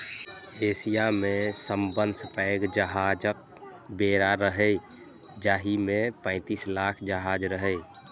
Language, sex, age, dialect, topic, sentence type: Maithili, male, 25-30, Eastern / Thethi, agriculture, statement